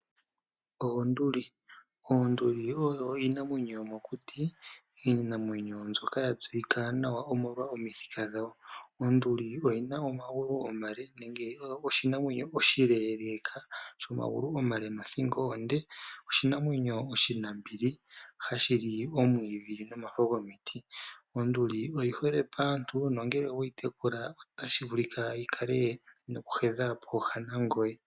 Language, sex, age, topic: Oshiwambo, male, 18-24, agriculture